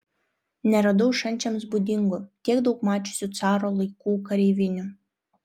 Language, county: Lithuanian, Vilnius